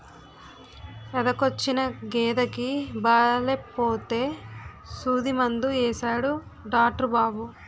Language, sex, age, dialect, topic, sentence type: Telugu, female, 18-24, Utterandhra, agriculture, statement